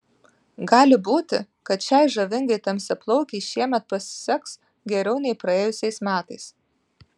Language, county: Lithuanian, Vilnius